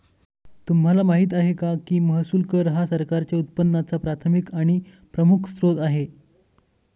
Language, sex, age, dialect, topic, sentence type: Marathi, male, 25-30, Northern Konkan, banking, statement